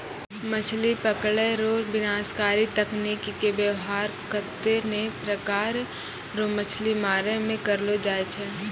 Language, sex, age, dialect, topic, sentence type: Maithili, female, 18-24, Angika, agriculture, statement